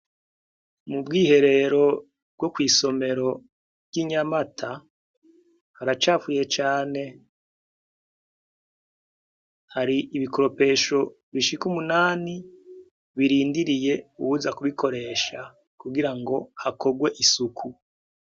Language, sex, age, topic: Rundi, male, 36-49, education